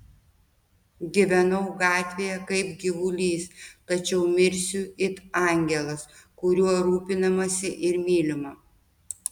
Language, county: Lithuanian, Telšiai